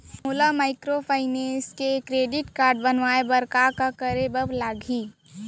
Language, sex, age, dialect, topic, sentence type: Chhattisgarhi, female, 46-50, Central, banking, question